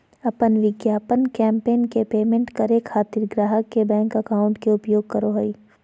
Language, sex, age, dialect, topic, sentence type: Magahi, female, 18-24, Southern, banking, statement